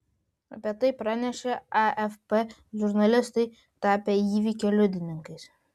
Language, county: Lithuanian, Vilnius